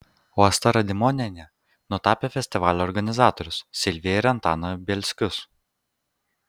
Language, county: Lithuanian, Kaunas